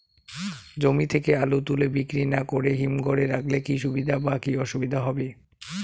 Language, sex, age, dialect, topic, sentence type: Bengali, male, 18-24, Rajbangshi, agriculture, question